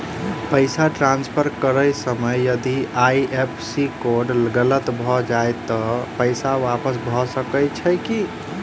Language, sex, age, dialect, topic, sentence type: Maithili, male, 25-30, Southern/Standard, banking, question